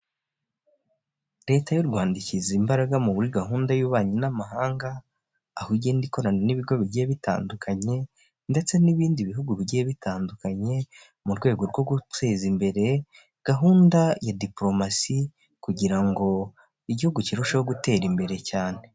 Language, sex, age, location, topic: Kinyarwanda, male, 18-24, Huye, health